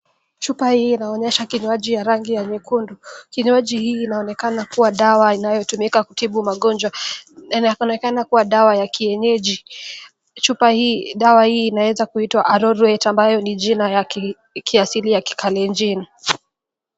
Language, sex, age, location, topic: Swahili, female, 18-24, Nakuru, health